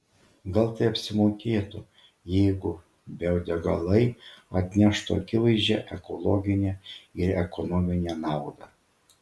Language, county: Lithuanian, Šiauliai